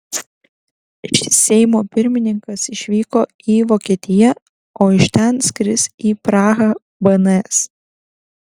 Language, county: Lithuanian, Kaunas